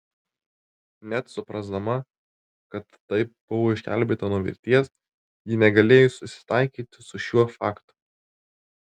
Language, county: Lithuanian, Tauragė